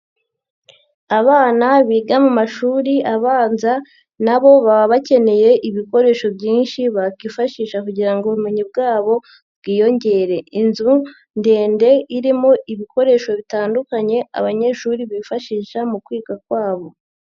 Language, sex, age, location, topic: Kinyarwanda, female, 50+, Nyagatare, education